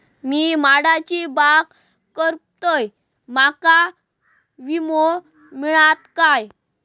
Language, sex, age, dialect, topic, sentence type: Marathi, male, 18-24, Southern Konkan, agriculture, question